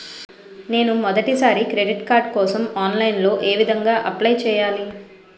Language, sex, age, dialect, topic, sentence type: Telugu, female, 36-40, Utterandhra, banking, question